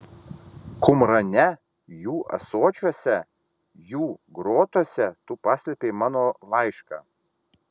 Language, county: Lithuanian, Vilnius